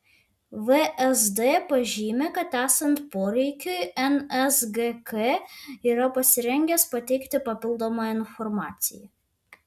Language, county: Lithuanian, Vilnius